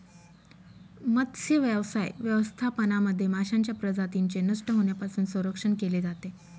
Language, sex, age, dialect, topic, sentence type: Marathi, female, 25-30, Northern Konkan, agriculture, statement